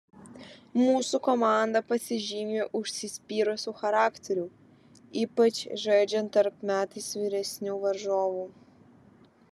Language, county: Lithuanian, Vilnius